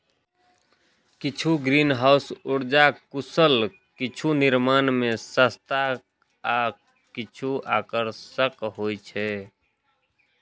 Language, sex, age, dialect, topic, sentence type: Maithili, male, 31-35, Eastern / Thethi, agriculture, statement